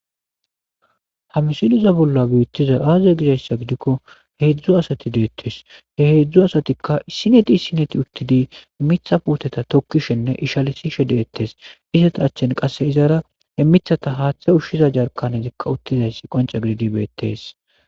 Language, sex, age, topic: Gamo, male, 25-35, agriculture